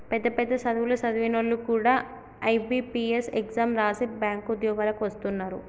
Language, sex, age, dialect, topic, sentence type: Telugu, female, 18-24, Telangana, banking, statement